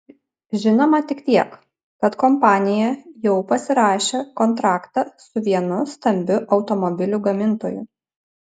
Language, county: Lithuanian, Panevėžys